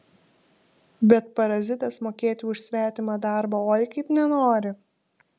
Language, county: Lithuanian, Šiauliai